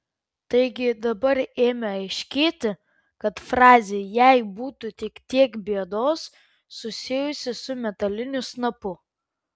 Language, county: Lithuanian, Kaunas